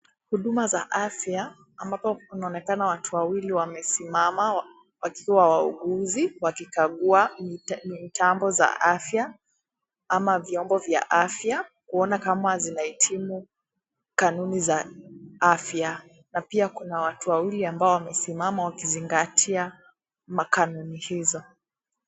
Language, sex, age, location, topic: Swahili, female, 18-24, Kisii, health